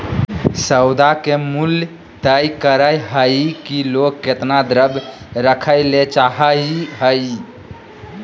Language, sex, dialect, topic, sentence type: Magahi, male, Southern, banking, statement